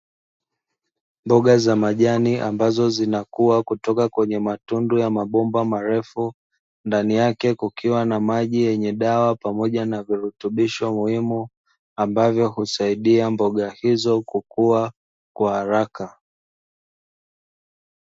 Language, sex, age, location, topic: Swahili, male, 25-35, Dar es Salaam, agriculture